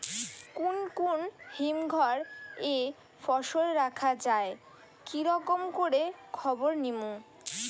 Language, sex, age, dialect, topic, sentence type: Bengali, female, 60-100, Rajbangshi, agriculture, question